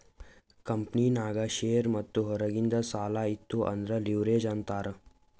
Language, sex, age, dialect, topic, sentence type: Kannada, male, 18-24, Northeastern, banking, statement